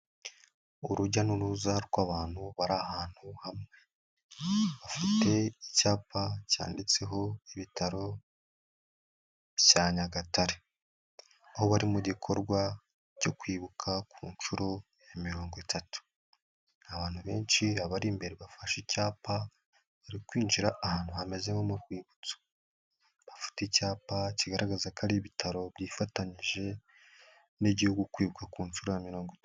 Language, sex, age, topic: Kinyarwanda, male, 18-24, health